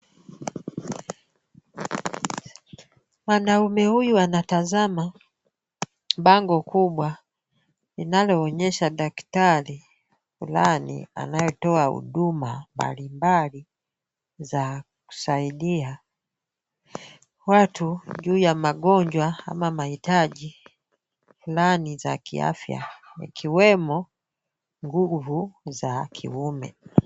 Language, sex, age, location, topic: Swahili, female, 25-35, Kisumu, health